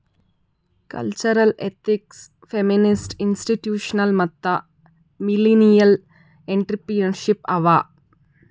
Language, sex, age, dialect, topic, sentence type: Kannada, female, 25-30, Northeastern, banking, statement